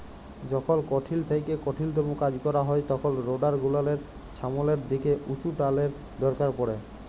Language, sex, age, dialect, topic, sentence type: Bengali, male, 25-30, Jharkhandi, agriculture, statement